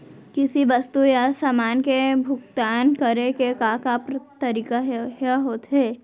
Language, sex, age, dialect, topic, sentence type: Chhattisgarhi, female, 18-24, Central, agriculture, question